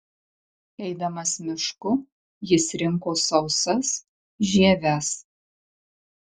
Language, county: Lithuanian, Marijampolė